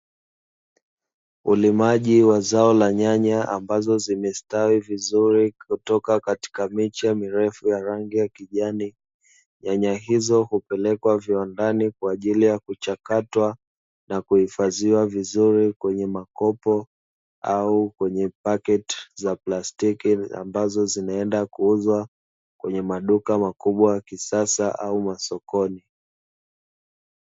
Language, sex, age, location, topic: Swahili, male, 25-35, Dar es Salaam, agriculture